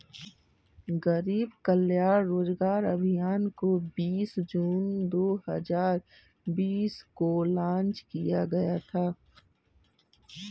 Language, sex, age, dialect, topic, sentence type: Hindi, male, 18-24, Kanauji Braj Bhasha, banking, statement